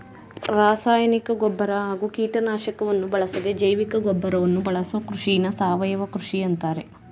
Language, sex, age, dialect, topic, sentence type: Kannada, female, 18-24, Mysore Kannada, agriculture, statement